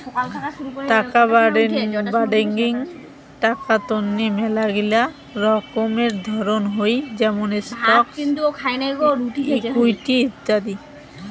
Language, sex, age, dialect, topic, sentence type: Bengali, female, 18-24, Rajbangshi, banking, statement